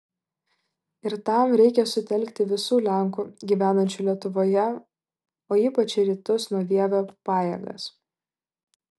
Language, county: Lithuanian, Klaipėda